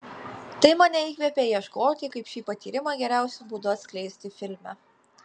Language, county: Lithuanian, Utena